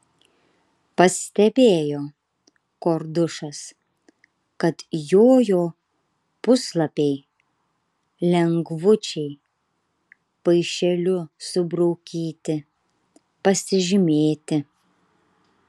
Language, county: Lithuanian, Kaunas